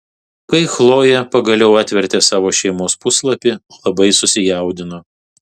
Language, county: Lithuanian, Vilnius